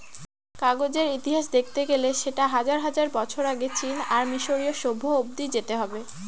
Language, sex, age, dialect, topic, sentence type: Bengali, female, <18, Northern/Varendri, agriculture, statement